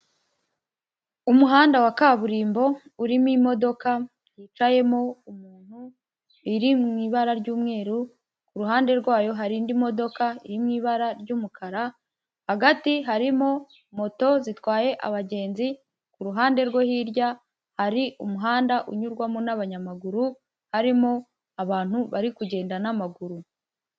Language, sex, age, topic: Kinyarwanda, female, 18-24, government